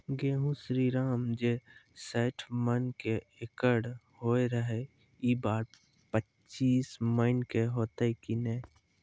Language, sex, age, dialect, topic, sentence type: Maithili, male, 18-24, Angika, agriculture, question